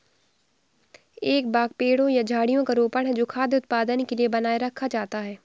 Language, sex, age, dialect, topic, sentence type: Hindi, female, 60-100, Awadhi Bundeli, agriculture, statement